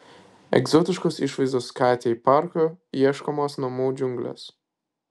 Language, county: Lithuanian, Kaunas